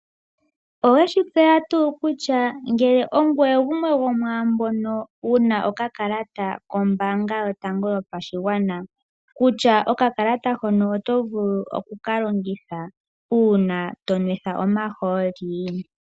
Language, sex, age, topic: Oshiwambo, female, 36-49, finance